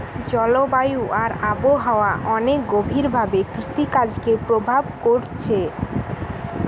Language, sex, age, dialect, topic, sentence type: Bengali, female, 18-24, Western, agriculture, statement